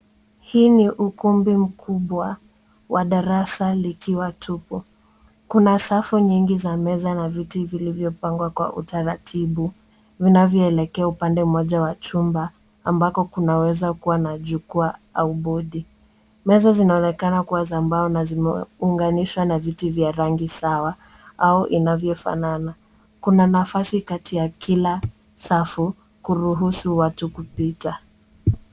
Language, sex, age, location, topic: Swahili, female, 18-24, Nairobi, education